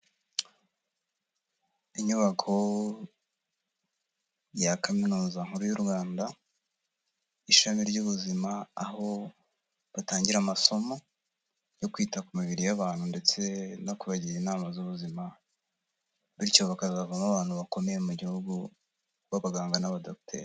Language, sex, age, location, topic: Kinyarwanda, male, 18-24, Kigali, health